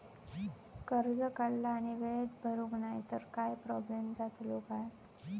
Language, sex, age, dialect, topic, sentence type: Marathi, female, 25-30, Southern Konkan, banking, question